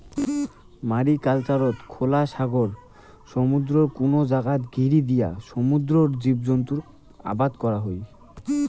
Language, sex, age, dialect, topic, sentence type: Bengali, male, 18-24, Rajbangshi, agriculture, statement